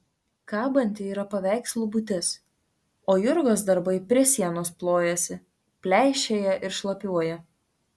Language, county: Lithuanian, Tauragė